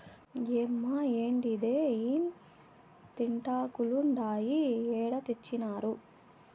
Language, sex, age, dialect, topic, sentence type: Telugu, male, 18-24, Southern, agriculture, statement